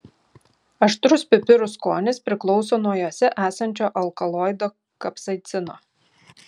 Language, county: Lithuanian, Šiauliai